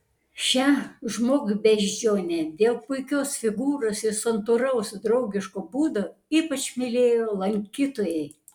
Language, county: Lithuanian, Panevėžys